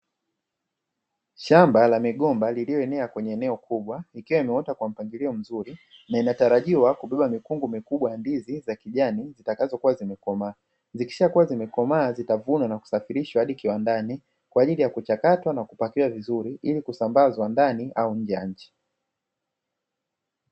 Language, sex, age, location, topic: Swahili, male, 18-24, Dar es Salaam, agriculture